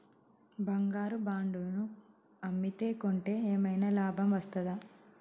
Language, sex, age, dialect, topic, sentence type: Telugu, female, 25-30, Telangana, banking, question